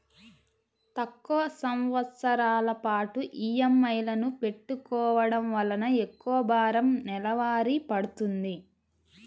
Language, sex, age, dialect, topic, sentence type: Telugu, female, 25-30, Central/Coastal, banking, statement